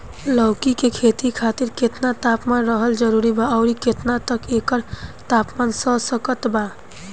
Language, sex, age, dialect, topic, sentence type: Bhojpuri, female, 18-24, Southern / Standard, agriculture, question